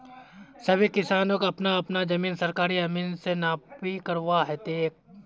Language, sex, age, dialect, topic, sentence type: Magahi, male, 18-24, Northeastern/Surjapuri, agriculture, statement